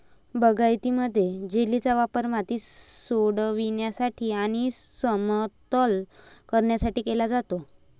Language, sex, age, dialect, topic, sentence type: Marathi, female, 25-30, Varhadi, agriculture, statement